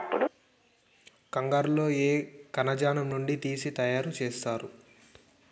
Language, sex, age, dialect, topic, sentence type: Telugu, male, 18-24, Telangana, agriculture, question